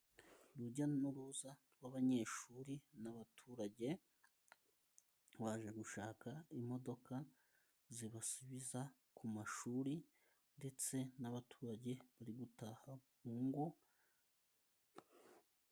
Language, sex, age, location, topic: Kinyarwanda, male, 25-35, Musanze, government